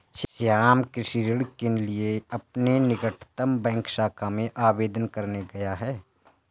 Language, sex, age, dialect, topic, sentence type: Hindi, male, 25-30, Awadhi Bundeli, agriculture, statement